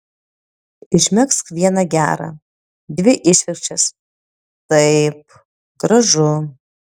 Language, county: Lithuanian, Panevėžys